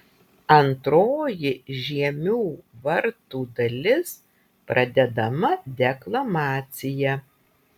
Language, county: Lithuanian, Utena